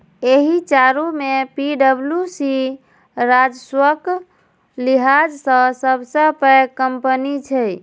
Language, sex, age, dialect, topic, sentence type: Maithili, female, 25-30, Eastern / Thethi, banking, statement